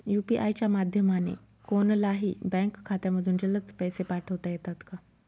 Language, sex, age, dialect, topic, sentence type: Marathi, female, 36-40, Northern Konkan, banking, question